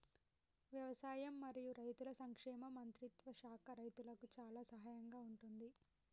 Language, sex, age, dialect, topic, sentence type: Telugu, female, 18-24, Telangana, agriculture, statement